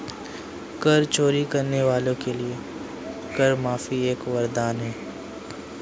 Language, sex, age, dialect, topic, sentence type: Hindi, male, 18-24, Marwari Dhudhari, banking, statement